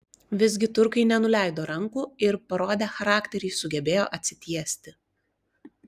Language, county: Lithuanian, Klaipėda